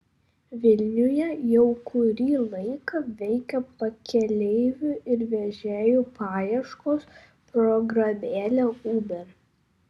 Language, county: Lithuanian, Vilnius